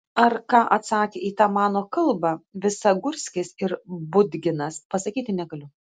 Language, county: Lithuanian, Vilnius